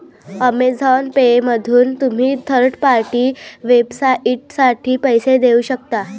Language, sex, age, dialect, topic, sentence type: Marathi, female, 25-30, Varhadi, banking, statement